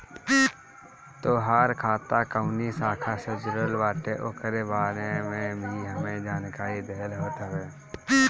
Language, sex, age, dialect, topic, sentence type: Bhojpuri, male, 18-24, Northern, banking, statement